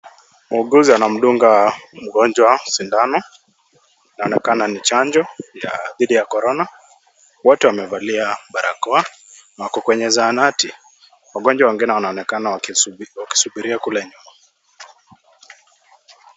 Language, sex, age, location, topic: Swahili, male, 25-35, Kisumu, health